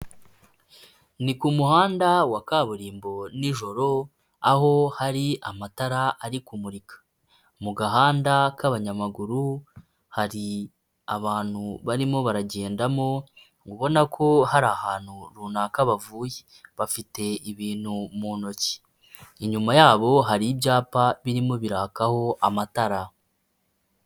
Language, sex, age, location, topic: Kinyarwanda, female, 25-35, Nyagatare, government